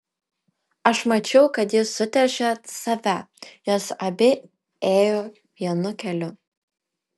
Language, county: Lithuanian, Kaunas